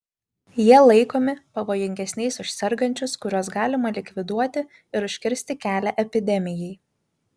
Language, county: Lithuanian, Vilnius